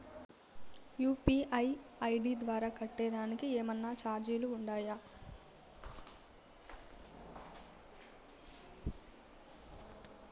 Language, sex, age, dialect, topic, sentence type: Telugu, female, 18-24, Southern, banking, question